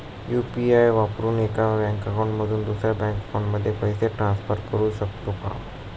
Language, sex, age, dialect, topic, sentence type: Marathi, male, 25-30, Standard Marathi, banking, question